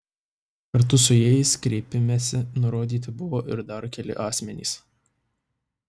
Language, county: Lithuanian, Tauragė